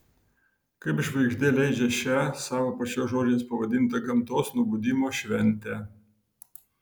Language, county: Lithuanian, Vilnius